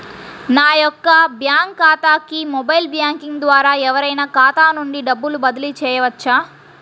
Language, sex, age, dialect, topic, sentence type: Telugu, female, 36-40, Central/Coastal, banking, question